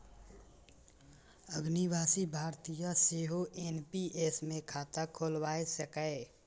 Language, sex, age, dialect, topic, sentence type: Maithili, male, 18-24, Eastern / Thethi, banking, statement